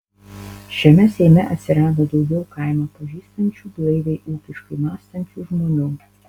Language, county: Lithuanian, Panevėžys